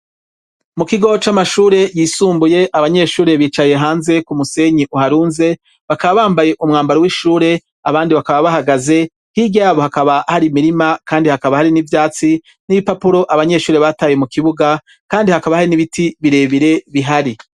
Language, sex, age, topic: Rundi, female, 25-35, education